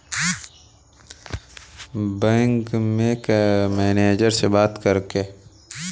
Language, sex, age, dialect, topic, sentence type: Hindi, female, 18-24, Awadhi Bundeli, banking, question